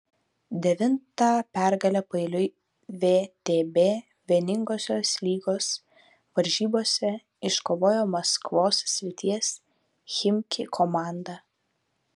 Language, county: Lithuanian, Vilnius